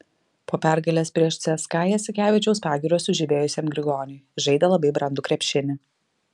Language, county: Lithuanian, Klaipėda